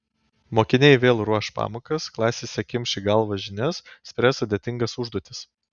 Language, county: Lithuanian, Panevėžys